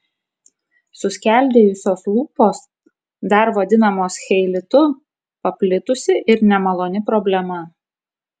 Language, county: Lithuanian, Kaunas